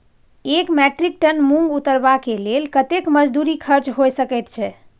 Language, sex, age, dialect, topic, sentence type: Maithili, female, 51-55, Bajjika, agriculture, question